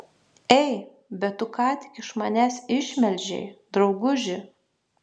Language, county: Lithuanian, Šiauliai